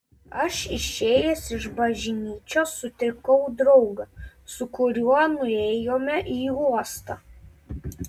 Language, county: Lithuanian, Klaipėda